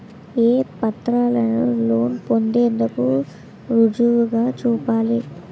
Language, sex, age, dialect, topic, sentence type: Telugu, female, 18-24, Utterandhra, banking, statement